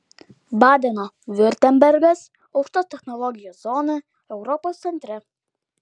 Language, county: Lithuanian, Klaipėda